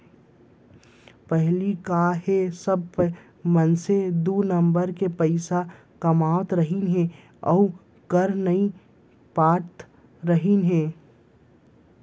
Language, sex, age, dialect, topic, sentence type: Chhattisgarhi, male, 60-100, Central, banking, statement